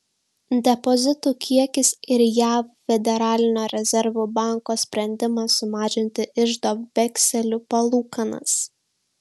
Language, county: Lithuanian, Šiauliai